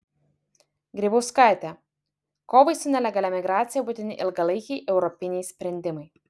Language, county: Lithuanian, Vilnius